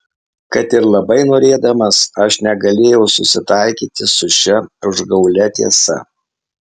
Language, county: Lithuanian, Alytus